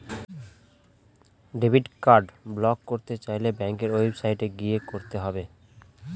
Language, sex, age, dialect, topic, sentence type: Bengali, male, 25-30, Northern/Varendri, banking, statement